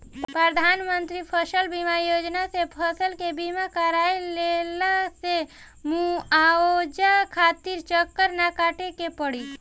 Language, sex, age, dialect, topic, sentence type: Bhojpuri, female, 18-24, Northern, agriculture, statement